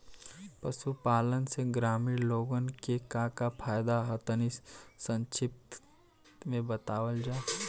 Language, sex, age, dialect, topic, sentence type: Bhojpuri, male, 18-24, Western, agriculture, question